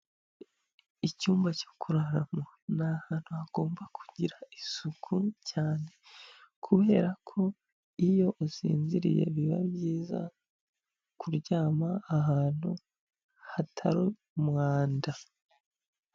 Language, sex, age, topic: Kinyarwanda, male, 25-35, finance